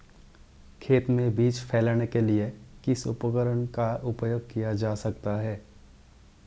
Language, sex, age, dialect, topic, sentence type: Hindi, male, 18-24, Marwari Dhudhari, agriculture, question